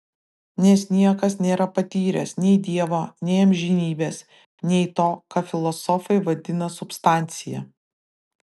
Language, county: Lithuanian, Vilnius